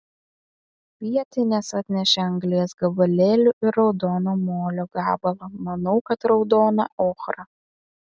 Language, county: Lithuanian, Vilnius